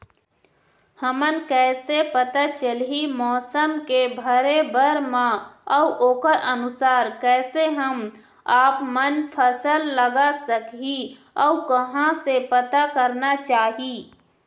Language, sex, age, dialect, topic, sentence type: Chhattisgarhi, female, 25-30, Eastern, agriculture, question